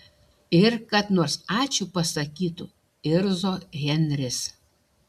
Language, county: Lithuanian, Šiauliai